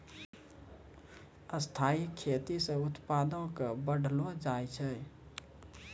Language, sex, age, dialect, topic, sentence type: Maithili, male, 18-24, Angika, agriculture, statement